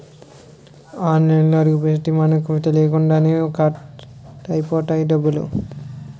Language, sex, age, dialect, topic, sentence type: Telugu, male, 18-24, Utterandhra, banking, statement